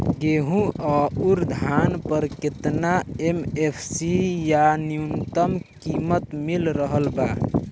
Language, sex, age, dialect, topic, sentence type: Bhojpuri, male, <18, Northern, agriculture, question